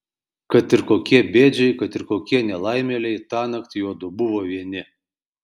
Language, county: Lithuanian, Kaunas